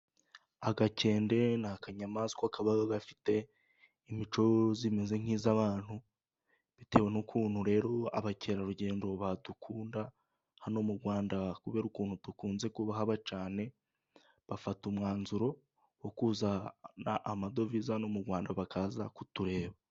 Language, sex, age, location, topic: Kinyarwanda, male, 18-24, Musanze, agriculture